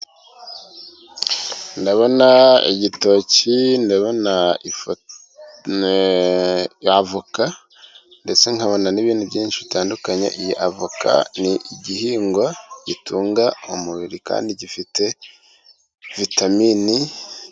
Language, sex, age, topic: Kinyarwanda, male, 36-49, agriculture